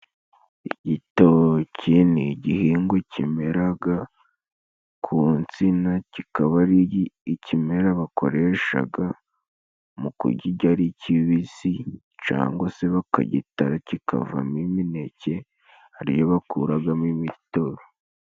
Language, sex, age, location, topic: Kinyarwanda, male, 18-24, Musanze, agriculture